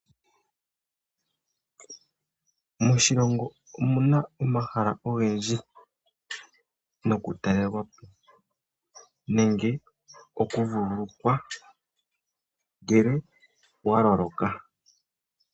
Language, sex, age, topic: Oshiwambo, male, 25-35, agriculture